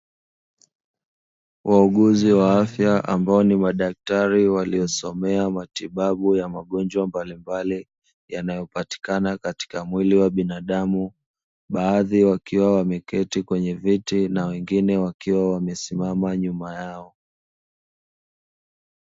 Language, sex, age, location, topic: Swahili, male, 25-35, Dar es Salaam, health